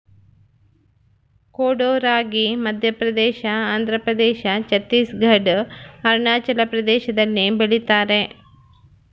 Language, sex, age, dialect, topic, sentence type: Kannada, female, 31-35, Central, agriculture, statement